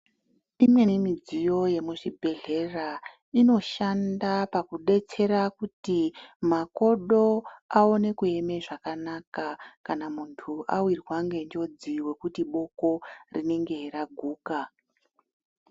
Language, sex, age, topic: Ndau, male, 25-35, health